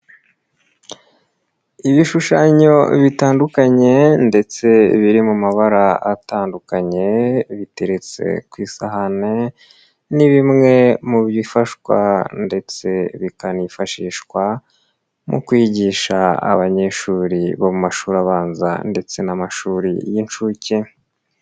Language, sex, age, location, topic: Kinyarwanda, male, 18-24, Nyagatare, education